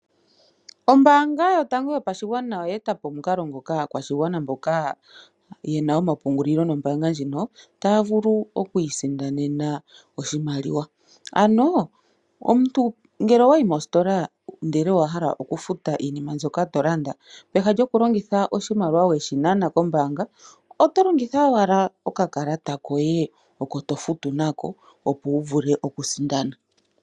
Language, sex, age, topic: Oshiwambo, female, 25-35, finance